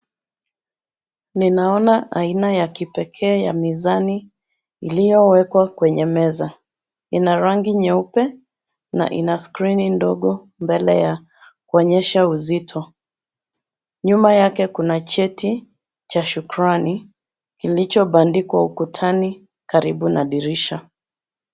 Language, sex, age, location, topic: Swahili, female, 36-49, Nairobi, health